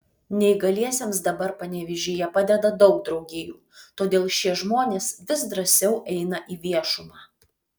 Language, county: Lithuanian, Vilnius